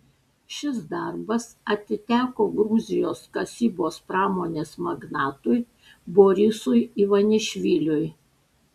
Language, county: Lithuanian, Panevėžys